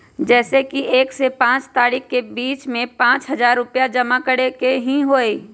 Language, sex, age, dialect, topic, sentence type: Magahi, female, 25-30, Western, banking, question